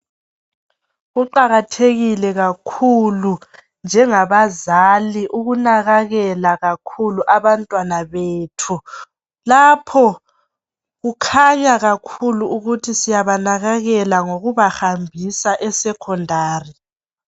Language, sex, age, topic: North Ndebele, female, 18-24, education